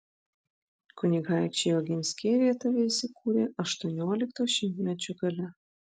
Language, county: Lithuanian, Vilnius